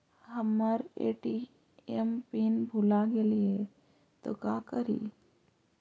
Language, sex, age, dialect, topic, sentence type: Magahi, female, 51-55, Central/Standard, banking, question